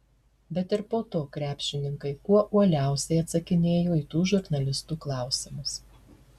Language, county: Lithuanian, Marijampolė